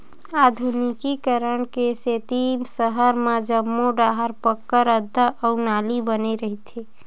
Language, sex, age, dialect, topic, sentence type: Chhattisgarhi, female, 18-24, Western/Budati/Khatahi, agriculture, statement